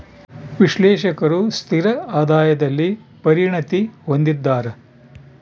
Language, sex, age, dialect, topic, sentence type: Kannada, male, 60-100, Central, banking, statement